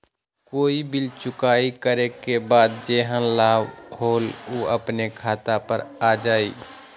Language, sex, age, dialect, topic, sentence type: Magahi, male, 60-100, Western, banking, question